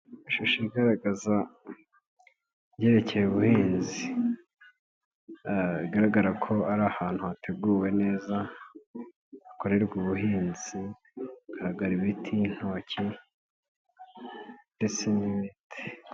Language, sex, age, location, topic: Kinyarwanda, male, 18-24, Nyagatare, agriculture